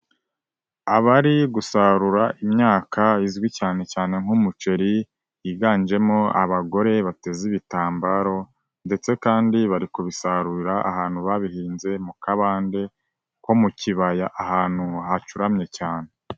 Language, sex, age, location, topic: Kinyarwanda, male, 18-24, Nyagatare, agriculture